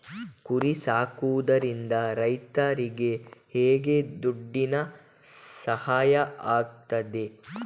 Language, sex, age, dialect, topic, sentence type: Kannada, female, 18-24, Coastal/Dakshin, agriculture, question